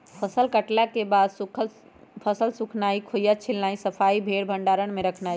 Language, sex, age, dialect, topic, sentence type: Magahi, female, 31-35, Western, agriculture, statement